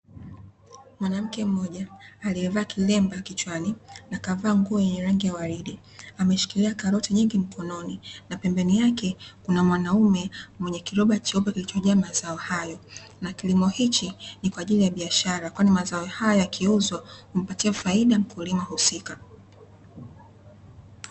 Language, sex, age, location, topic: Swahili, female, 18-24, Dar es Salaam, agriculture